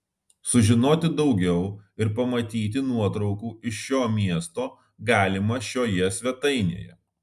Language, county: Lithuanian, Alytus